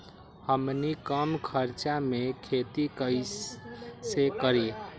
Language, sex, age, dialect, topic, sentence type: Magahi, male, 18-24, Western, agriculture, question